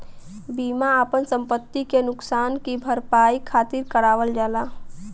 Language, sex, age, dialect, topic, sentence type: Bhojpuri, female, 18-24, Western, banking, statement